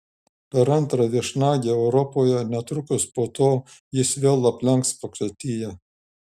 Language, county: Lithuanian, Šiauliai